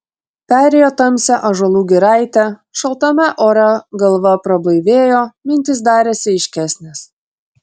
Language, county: Lithuanian, Klaipėda